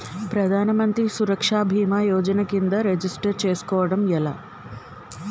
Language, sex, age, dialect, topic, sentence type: Telugu, female, 18-24, Utterandhra, banking, question